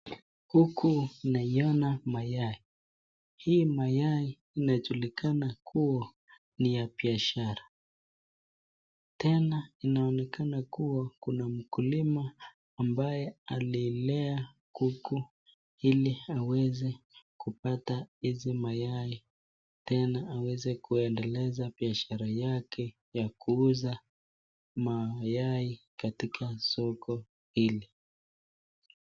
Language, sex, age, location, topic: Swahili, male, 25-35, Nakuru, finance